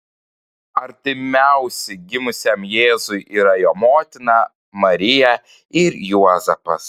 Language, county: Lithuanian, Panevėžys